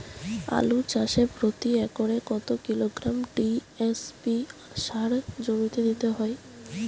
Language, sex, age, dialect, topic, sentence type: Bengali, female, 18-24, Rajbangshi, agriculture, question